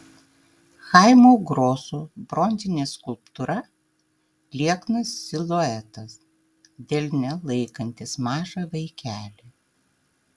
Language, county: Lithuanian, Tauragė